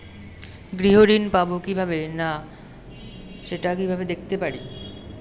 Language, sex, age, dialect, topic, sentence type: Bengali, male, 18-24, Standard Colloquial, banking, question